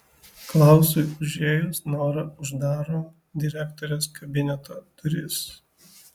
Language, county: Lithuanian, Kaunas